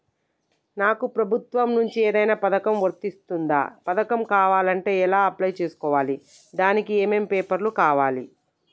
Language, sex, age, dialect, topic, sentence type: Telugu, male, 31-35, Telangana, banking, question